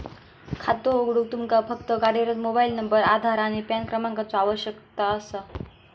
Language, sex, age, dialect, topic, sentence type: Marathi, female, 18-24, Southern Konkan, banking, statement